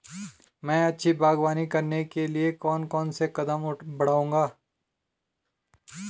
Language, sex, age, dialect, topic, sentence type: Hindi, male, 36-40, Garhwali, agriculture, question